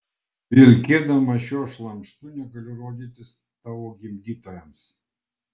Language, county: Lithuanian, Kaunas